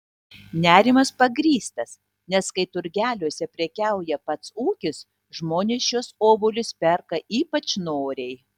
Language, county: Lithuanian, Tauragė